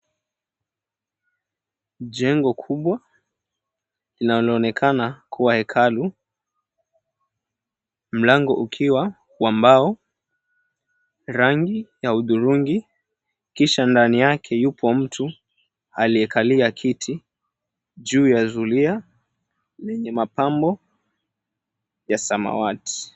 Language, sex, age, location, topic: Swahili, male, 18-24, Mombasa, government